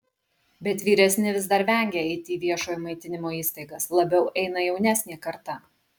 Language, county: Lithuanian, Kaunas